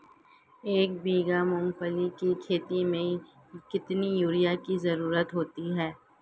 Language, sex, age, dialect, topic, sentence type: Hindi, female, 25-30, Marwari Dhudhari, agriculture, question